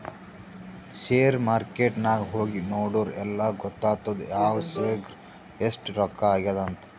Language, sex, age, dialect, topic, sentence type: Kannada, male, 18-24, Northeastern, banking, statement